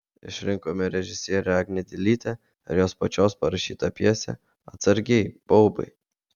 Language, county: Lithuanian, Vilnius